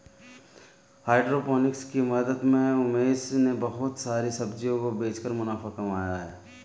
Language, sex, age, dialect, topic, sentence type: Hindi, male, 36-40, Marwari Dhudhari, banking, statement